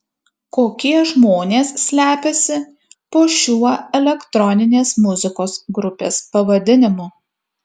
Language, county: Lithuanian, Kaunas